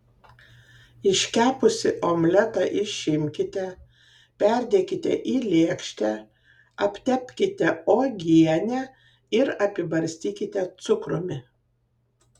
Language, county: Lithuanian, Kaunas